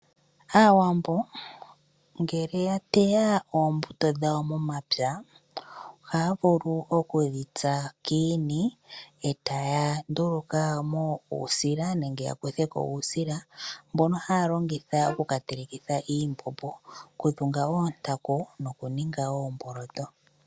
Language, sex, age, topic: Oshiwambo, female, 25-35, agriculture